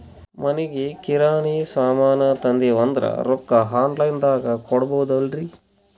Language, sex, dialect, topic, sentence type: Kannada, male, Northeastern, banking, question